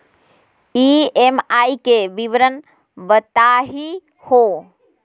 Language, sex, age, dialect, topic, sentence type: Magahi, female, 51-55, Southern, banking, question